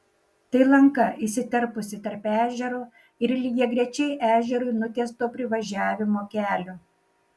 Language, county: Lithuanian, Šiauliai